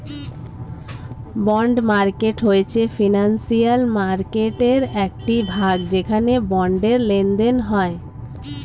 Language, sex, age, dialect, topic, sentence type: Bengali, female, 25-30, Standard Colloquial, banking, statement